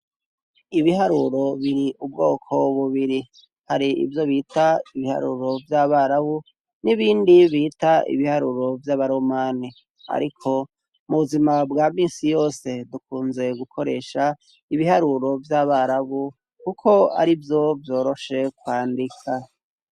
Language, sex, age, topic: Rundi, male, 36-49, education